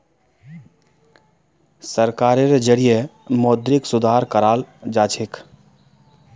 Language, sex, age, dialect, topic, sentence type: Magahi, male, 31-35, Northeastern/Surjapuri, banking, statement